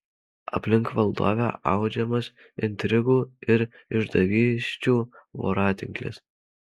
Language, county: Lithuanian, Alytus